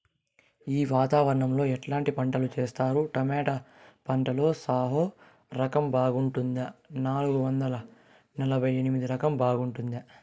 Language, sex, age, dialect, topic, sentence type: Telugu, male, 18-24, Southern, agriculture, question